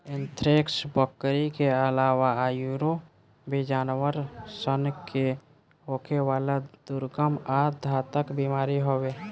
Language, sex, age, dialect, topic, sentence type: Bhojpuri, male, <18, Southern / Standard, agriculture, statement